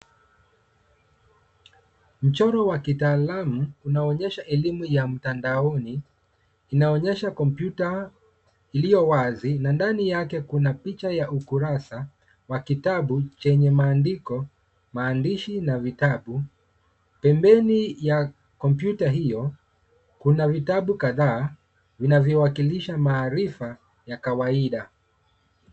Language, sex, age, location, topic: Swahili, male, 25-35, Nairobi, education